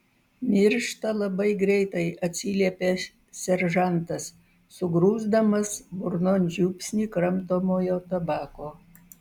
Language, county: Lithuanian, Vilnius